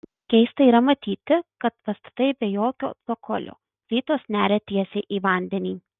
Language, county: Lithuanian, Marijampolė